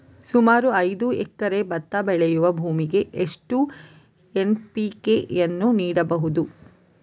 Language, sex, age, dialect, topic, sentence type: Kannada, female, 41-45, Coastal/Dakshin, agriculture, question